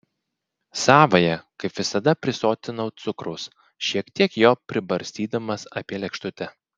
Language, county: Lithuanian, Klaipėda